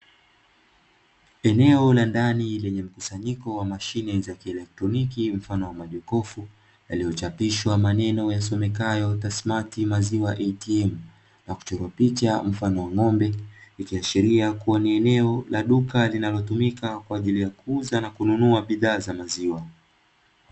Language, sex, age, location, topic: Swahili, male, 25-35, Dar es Salaam, finance